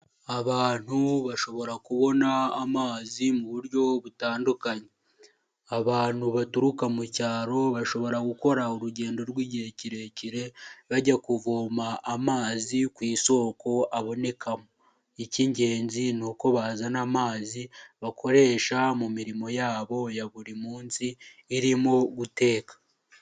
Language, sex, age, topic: Kinyarwanda, male, 18-24, health